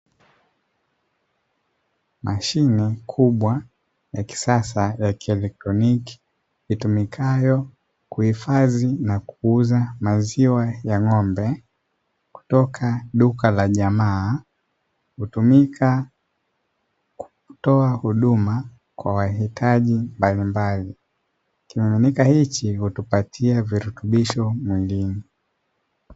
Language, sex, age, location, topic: Swahili, male, 18-24, Dar es Salaam, finance